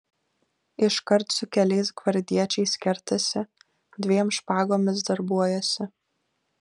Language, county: Lithuanian, Kaunas